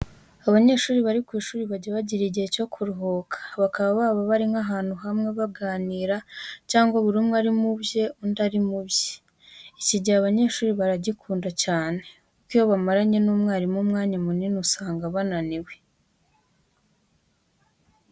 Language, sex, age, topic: Kinyarwanda, female, 18-24, education